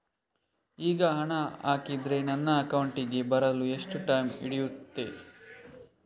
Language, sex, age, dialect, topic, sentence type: Kannada, male, 25-30, Coastal/Dakshin, banking, question